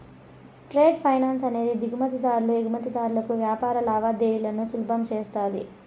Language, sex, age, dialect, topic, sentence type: Telugu, male, 31-35, Southern, banking, statement